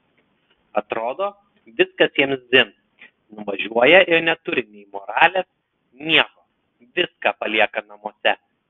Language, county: Lithuanian, Telšiai